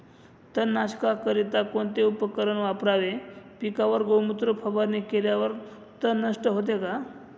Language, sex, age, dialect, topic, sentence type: Marathi, male, 25-30, Northern Konkan, agriculture, question